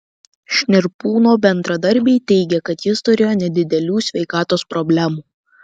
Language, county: Lithuanian, Vilnius